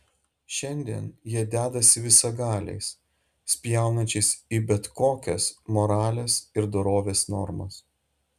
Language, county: Lithuanian, Šiauliai